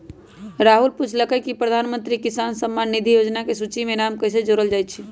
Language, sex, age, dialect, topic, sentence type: Magahi, male, 18-24, Western, agriculture, statement